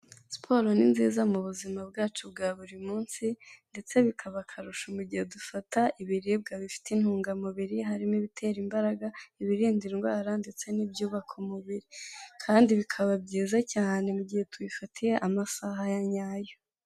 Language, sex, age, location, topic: Kinyarwanda, female, 18-24, Kigali, health